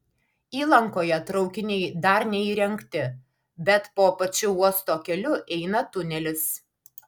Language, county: Lithuanian, Alytus